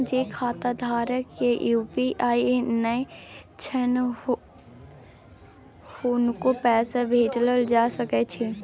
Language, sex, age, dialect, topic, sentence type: Maithili, female, 41-45, Bajjika, banking, question